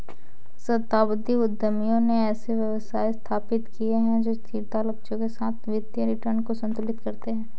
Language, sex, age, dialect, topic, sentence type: Hindi, female, 18-24, Kanauji Braj Bhasha, banking, statement